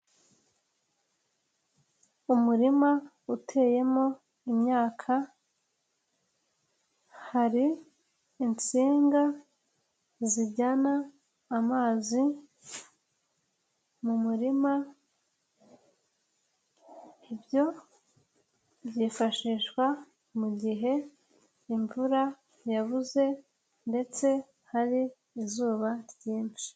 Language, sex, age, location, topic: Kinyarwanda, female, 18-24, Nyagatare, agriculture